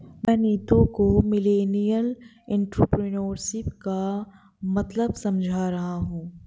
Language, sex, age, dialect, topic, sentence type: Hindi, female, 18-24, Marwari Dhudhari, banking, statement